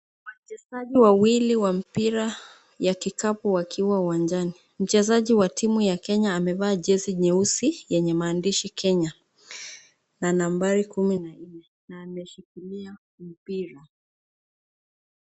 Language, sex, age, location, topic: Swahili, female, 25-35, Nakuru, government